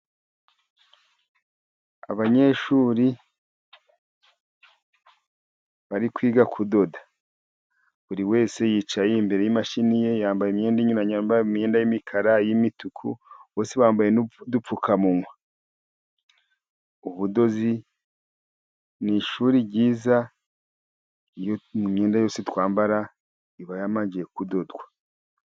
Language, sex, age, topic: Kinyarwanda, male, 50+, education